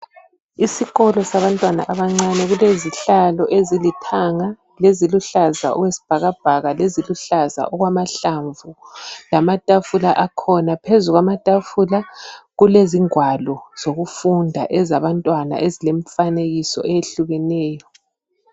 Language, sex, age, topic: North Ndebele, female, 36-49, education